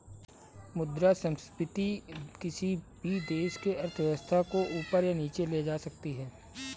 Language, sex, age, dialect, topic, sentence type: Hindi, male, 25-30, Kanauji Braj Bhasha, banking, statement